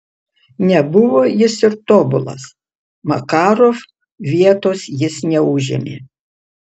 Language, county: Lithuanian, Utena